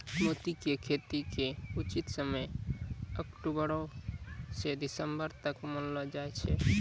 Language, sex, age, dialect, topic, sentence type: Maithili, male, 18-24, Angika, agriculture, statement